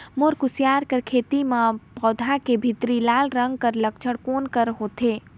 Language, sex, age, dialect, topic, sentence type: Chhattisgarhi, female, 18-24, Northern/Bhandar, agriculture, question